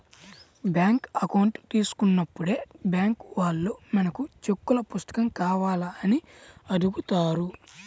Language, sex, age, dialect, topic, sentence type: Telugu, male, 18-24, Central/Coastal, banking, statement